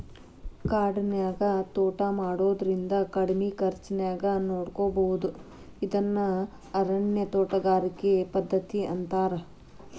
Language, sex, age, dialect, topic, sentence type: Kannada, female, 36-40, Dharwad Kannada, agriculture, statement